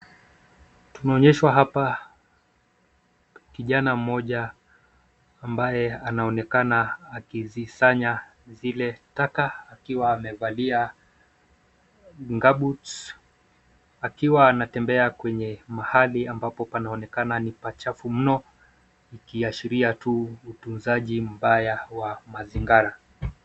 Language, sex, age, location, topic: Swahili, male, 25-35, Nairobi, government